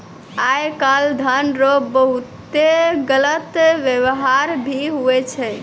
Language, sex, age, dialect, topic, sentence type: Maithili, female, 18-24, Angika, banking, statement